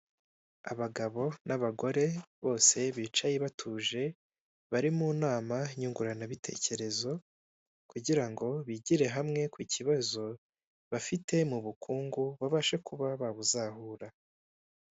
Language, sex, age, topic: Kinyarwanda, male, 25-35, government